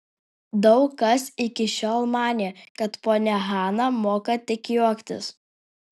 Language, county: Lithuanian, Alytus